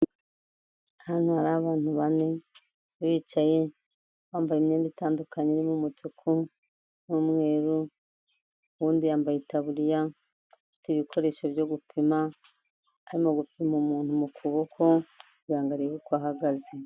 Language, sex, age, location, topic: Kinyarwanda, female, 50+, Kigali, health